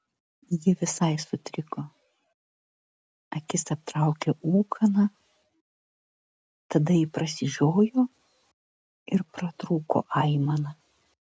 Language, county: Lithuanian, Vilnius